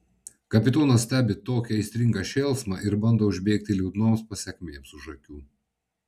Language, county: Lithuanian, Vilnius